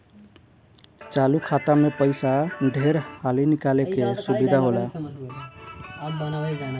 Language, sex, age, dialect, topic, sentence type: Bhojpuri, male, 18-24, Southern / Standard, banking, statement